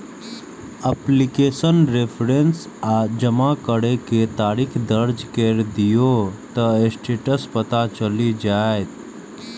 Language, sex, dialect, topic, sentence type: Maithili, male, Eastern / Thethi, banking, statement